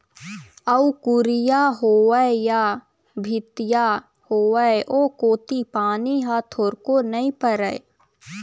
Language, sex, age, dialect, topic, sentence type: Chhattisgarhi, female, 60-100, Eastern, agriculture, statement